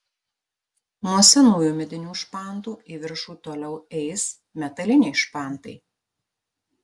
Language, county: Lithuanian, Marijampolė